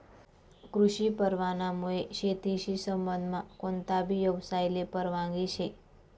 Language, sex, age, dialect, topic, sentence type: Marathi, female, 25-30, Northern Konkan, agriculture, statement